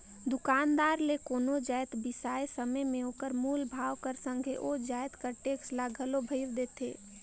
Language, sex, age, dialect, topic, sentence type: Chhattisgarhi, female, 25-30, Northern/Bhandar, banking, statement